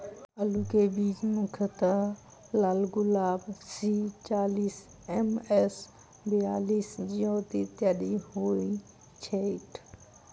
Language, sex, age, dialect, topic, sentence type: Maithili, female, 18-24, Southern/Standard, agriculture, question